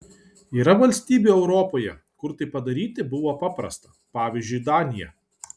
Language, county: Lithuanian, Kaunas